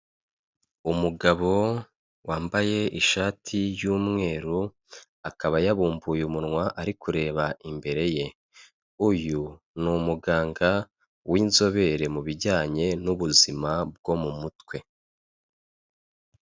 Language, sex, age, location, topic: Kinyarwanda, male, 25-35, Kigali, health